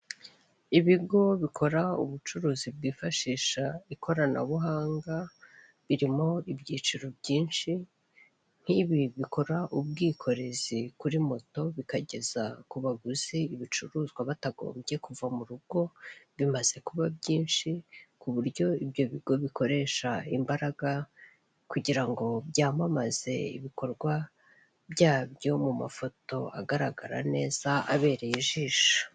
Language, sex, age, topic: Kinyarwanda, male, 36-49, finance